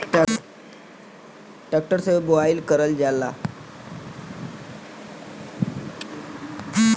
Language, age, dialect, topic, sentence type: Bhojpuri, 31-35, Western, agriculture, statement